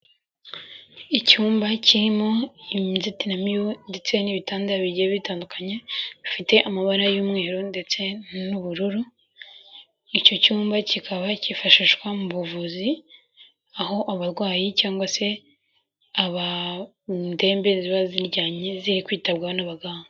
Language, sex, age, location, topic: Kinyarwanda, female, 18-24, Kigali, health